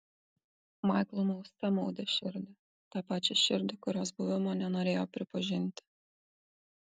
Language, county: Lithuanian, Kaunas